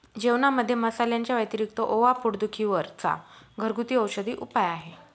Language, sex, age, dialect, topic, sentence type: Marathi, female, 31-35, Northern Konkan, agriculture, statement